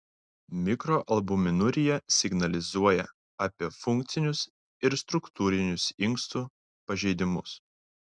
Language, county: Lithuanian, Klaipėda